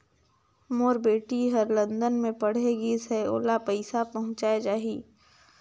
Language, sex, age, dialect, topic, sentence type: Chhattisgarhi, female, 41-45, Northern/Bhandar, banking, question